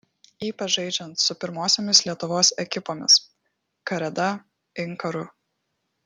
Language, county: Lithuanian, Kaunas